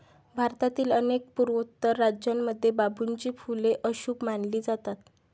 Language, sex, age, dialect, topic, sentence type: Marathi, female, 18-24, Varhadi, agriculture, statement